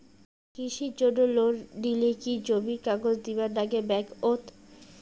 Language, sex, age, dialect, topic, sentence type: Bengali, female, 18-24, Rajbangshi, banking, question